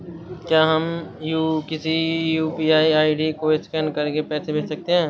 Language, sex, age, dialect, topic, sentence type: Hindi, male, 18-24, Awadhi Bundeli, banking, question